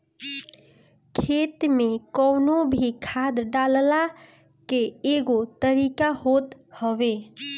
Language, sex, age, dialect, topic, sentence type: Bhojpuri, female, 36-40, Northern, agriculture, statement